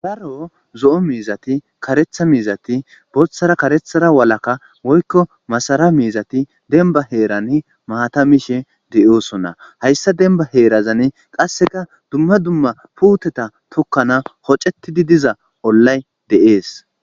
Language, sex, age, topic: Gamo, male, 25-35, agriculture